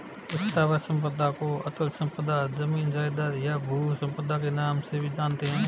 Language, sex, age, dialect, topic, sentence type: Hindi, male, 36-40, Marwari Dhudhari, banking, statement